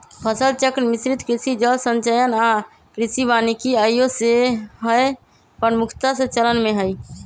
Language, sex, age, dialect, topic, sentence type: Magahi, male, 25-30, Western, agriculture, statement